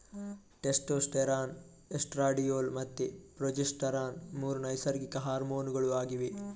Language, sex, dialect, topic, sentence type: Kannada, male, Coastal/Dakshin, agriculture, statement